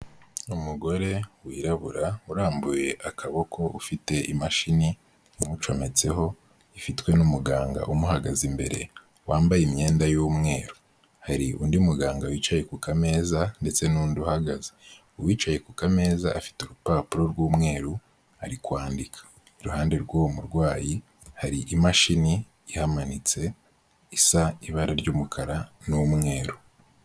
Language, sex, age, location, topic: Kinyarwanda, male, 18-24, Kigali, health